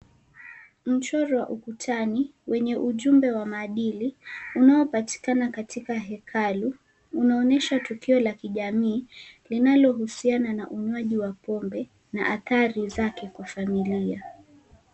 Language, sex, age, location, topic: Swahili, female, 18-24, Mombasa, government